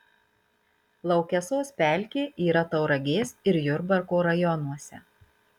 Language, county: Lithuanian, Marijampolė